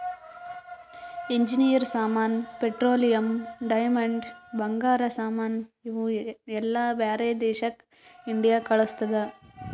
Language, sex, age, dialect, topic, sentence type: Kannada, female, 18-24, Northeastern, banking, statement